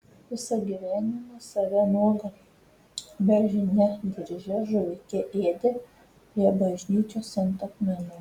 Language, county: Lithuanian, Telšiai